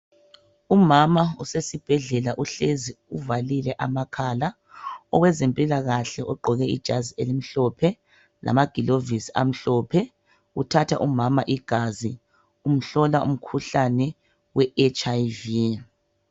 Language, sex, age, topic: North Ndebele, male, 25-35, health